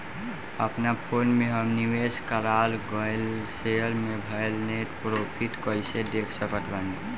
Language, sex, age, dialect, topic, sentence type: Bhojpuri, male, <18, Southern / Standard, banking, question